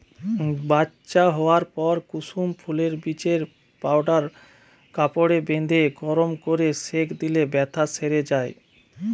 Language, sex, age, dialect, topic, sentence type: Bengali, male, 31-35, Western, agriculture, statement